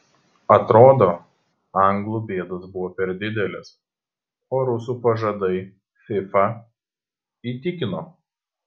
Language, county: Lithuanian, Kaunas